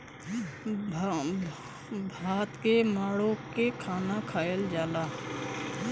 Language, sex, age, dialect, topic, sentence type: Bhojpuri, male, 31-35, Western, agriculture, statement